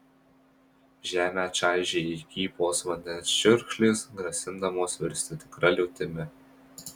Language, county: Lithuanian, Marijampolė